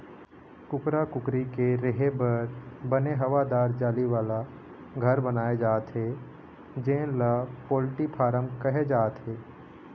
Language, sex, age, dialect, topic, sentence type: Chhattisgarhi, male, 25-30, Eastern, agriculture, statement